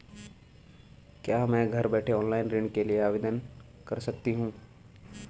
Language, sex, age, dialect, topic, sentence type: Hindi, male, 18-24, Garhwali, banking, question